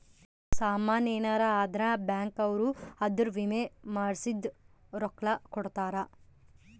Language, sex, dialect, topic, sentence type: Kannada, female, Central, banking, statement